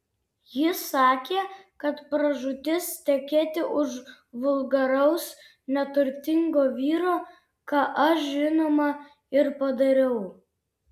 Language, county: Lithuanian, Vilnius